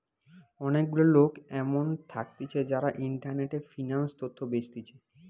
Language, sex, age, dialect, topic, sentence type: Bengali, male, 18-24, Western, banking, statement